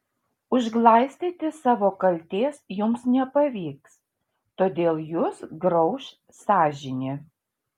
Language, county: Lithuanian, Šiauliai